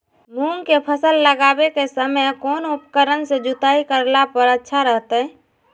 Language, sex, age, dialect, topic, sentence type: Magahi, female, 46-50, Southern, agriculture, question